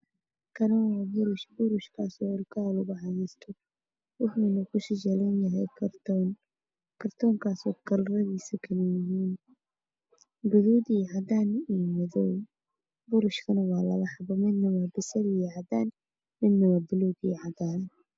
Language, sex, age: Somali, female, 18-24